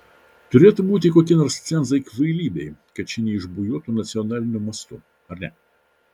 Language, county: Lithuanian, Vilnius